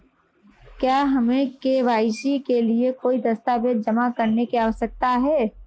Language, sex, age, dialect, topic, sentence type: Hindi, female, 25-30, Marwari Dhudhari, banking, question